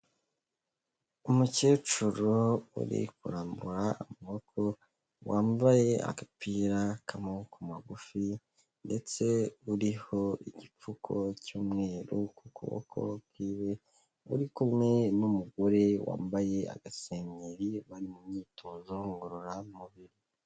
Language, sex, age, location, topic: Kinyarwanda, male, 18-24, Kigali, health